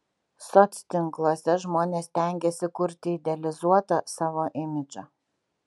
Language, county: Lithuanian, Kaunas